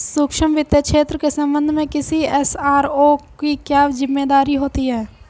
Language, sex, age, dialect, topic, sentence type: Hindi, female, 25-30, Hindustani Malvi Khadi Boli, banking, question